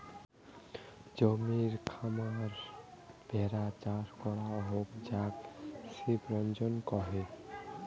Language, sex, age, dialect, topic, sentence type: Bengali, male, 18-24, Rajbangshi, agriculture, statement